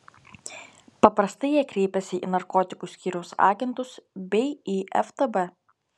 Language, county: Lithuanian, Telšiai